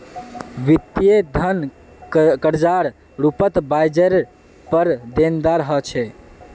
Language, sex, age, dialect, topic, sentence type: Magahi, male, 18-24, Northeastern/Surjapuri, banking, statement